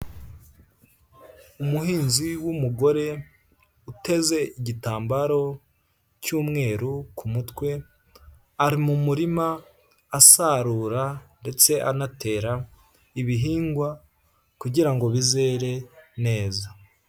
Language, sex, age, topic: Kinyarwanda, male, 18-24, health